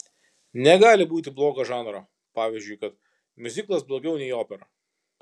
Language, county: Lithuanian, Kaunas